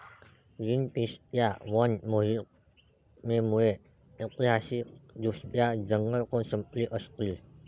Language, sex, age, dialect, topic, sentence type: Marathi, male, 18-24, Varhadi, agriculture, statement